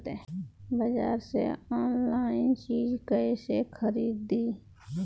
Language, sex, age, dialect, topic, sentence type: Bhojpuri, male, 18-24, Northern, agriculture, question